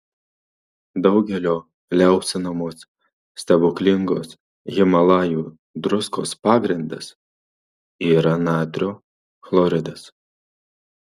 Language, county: Lithuanian, Marijampolė